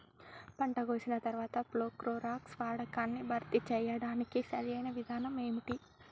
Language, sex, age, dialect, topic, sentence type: Telugu, female, 18-24, Telangana, agriculture, question